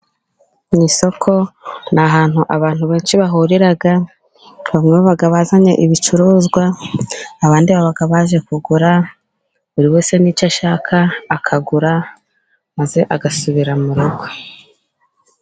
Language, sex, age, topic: Kinyarwanda, female, 18-24, finance